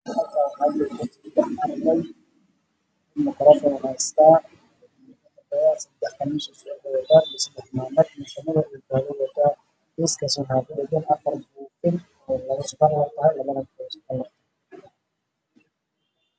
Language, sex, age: Somali, male, 25-35